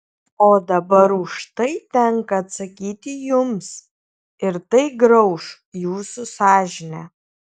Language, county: Lithuanian, Kaunas